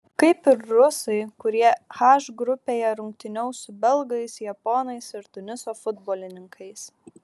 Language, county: Lithuanian, Šiauliai